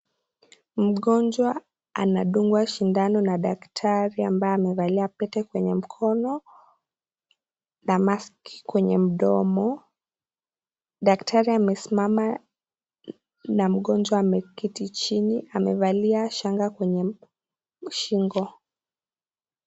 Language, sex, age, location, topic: Swahili, female, 18-24, Kisii, health